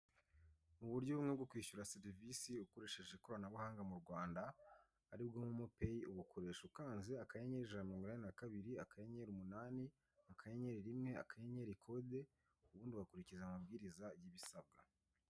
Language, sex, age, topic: Kinyarwanda, male, 18-24, finance